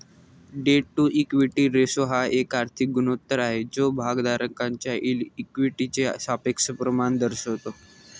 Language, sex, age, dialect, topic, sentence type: Marathi, male, 18-24, Northern Konkan, banking, statement